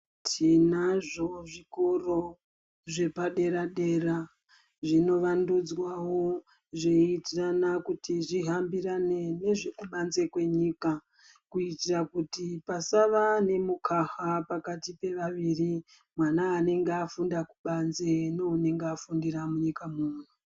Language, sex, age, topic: Ndau, female, 36-49, education